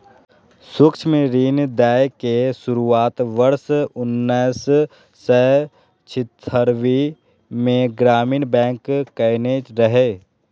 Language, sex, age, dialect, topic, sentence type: Maithili, male, 18-24, Eastern / Thethi, banking, statement